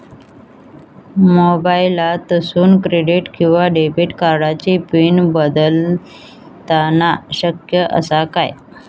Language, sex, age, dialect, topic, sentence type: Marathi, female, 18-24, Southern Konkan, banking, question